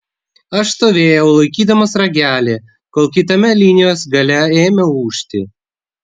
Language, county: Lithuanian, Vilnius